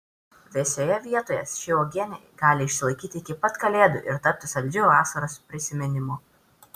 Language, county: Lithuanian, Vilnius